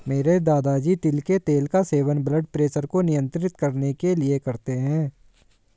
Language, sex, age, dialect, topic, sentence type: Hindi, male, 18-24, Hindustani Malvi Khadi Boli, agriculture, statement